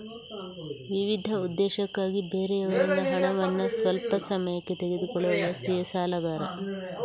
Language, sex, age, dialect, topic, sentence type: Kannada, female, 46-50, Coastal/Dakshin, banking, statement